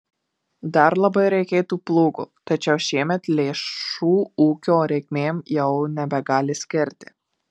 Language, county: Lithuanian, Marijampolė